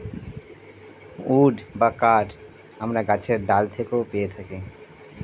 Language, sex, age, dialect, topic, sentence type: Bengali, male, 31-35, Standard Colloquial, agriculture, statement